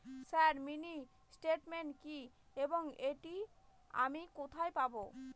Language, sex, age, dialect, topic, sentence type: Bengali, female, 25-30, Northern/Varendri, banking, question